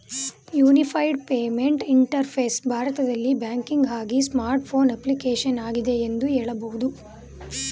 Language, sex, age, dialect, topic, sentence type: Kannada, female, 18-24, Mysore Kannada, banking, statement